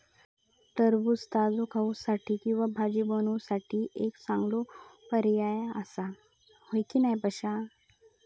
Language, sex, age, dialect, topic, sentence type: Marathi, female, 18-24, Southern Konkan, agriculture, statement